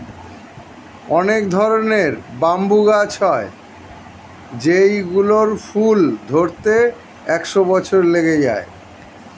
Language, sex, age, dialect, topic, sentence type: Bengali, male, 51-55, Standard Colloquial, agriculture, statement